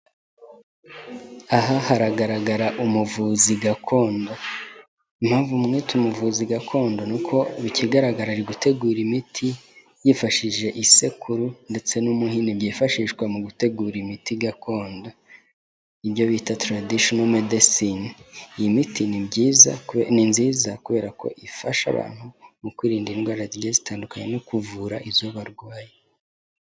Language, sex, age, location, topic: Kinyarwanda, male, 18-24, Kigali, health